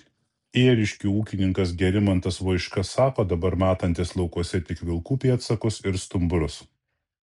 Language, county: Lithuanian, Kaunas